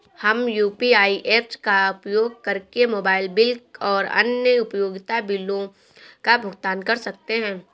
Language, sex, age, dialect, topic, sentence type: Hindi, female, 18-24, Awadhi Bundeli, banking, statement